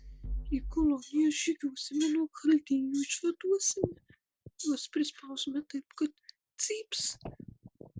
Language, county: Lithuanian, Marijampolė